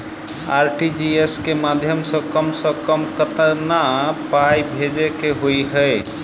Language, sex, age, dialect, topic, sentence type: Maithili, male, 31-35, Southern/Standard, banking, question